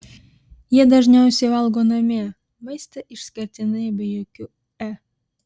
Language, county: Lithuanian, Vilnius